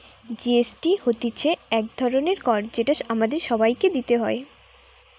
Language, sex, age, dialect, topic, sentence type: Bengali, female, 18-24, Western, banking, statement